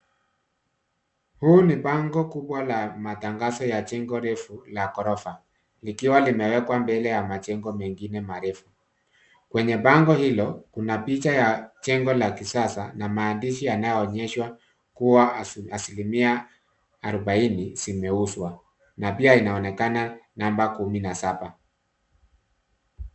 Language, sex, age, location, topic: Swahili, male, 50+, Nairobi, finance